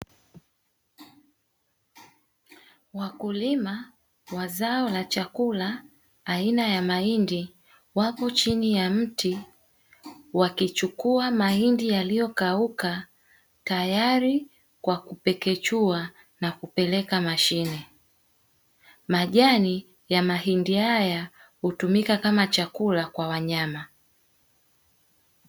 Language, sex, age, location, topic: Swahili, female, 18-24, Dar es Salaam, agriculture